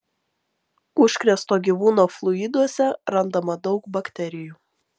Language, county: Lithuanian, Vilnius